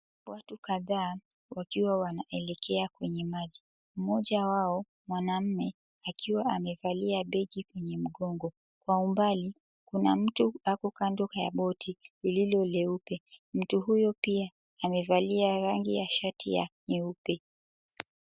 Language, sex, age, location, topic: Swahili, female, 36-49, Mombasa, government